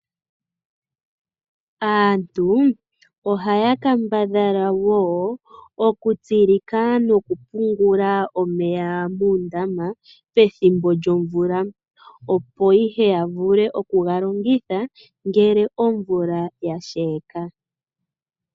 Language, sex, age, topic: Oshiwambo, female, 36-49, agriculture